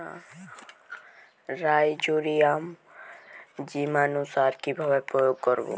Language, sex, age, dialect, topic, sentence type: Bengali, male, <18, Jharkhandi, agriculture, question